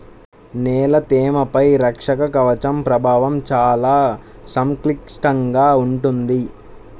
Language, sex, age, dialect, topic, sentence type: Telugu, male, 25-30, Central/Coastal, agriculture, statement